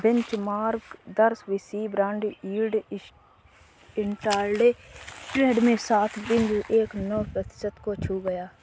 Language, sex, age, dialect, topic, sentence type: Hindi, female, 60-100, Kanauji Braj Bhasha, agriculture, statement